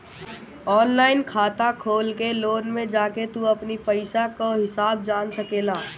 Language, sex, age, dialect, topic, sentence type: Bhojpuri, male, 60-100, Northern, banking, statement